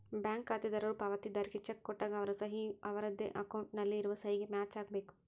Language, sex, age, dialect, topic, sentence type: Kannada, male, 18-24, Central, banking, statement